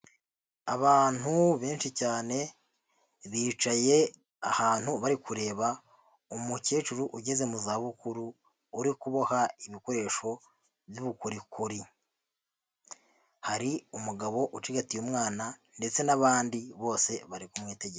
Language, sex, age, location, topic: Kinyarwanda, male, 50+, Huye, health